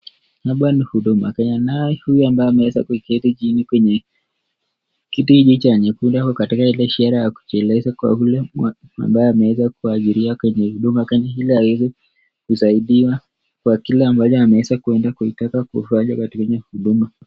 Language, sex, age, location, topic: Swahili, male, 25-35, Nakuru, government